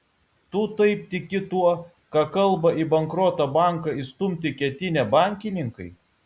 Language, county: Lithuanian, Vilnius